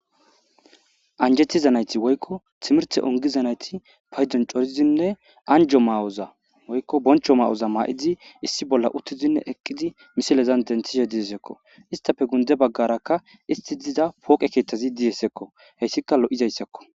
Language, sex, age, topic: Gamo, male, 25-35, government